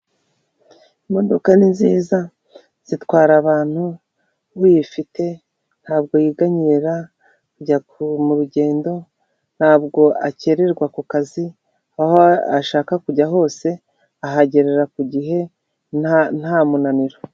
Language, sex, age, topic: Kinyarwanda, female, 36-49, finance